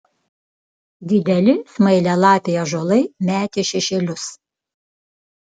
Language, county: Lithuanian, Klaipėda